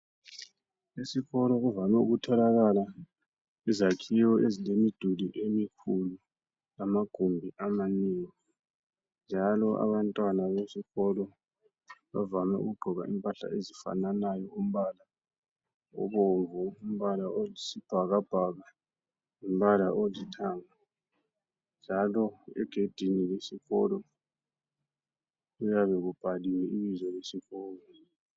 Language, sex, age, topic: North Ndebele, male, 36-49, education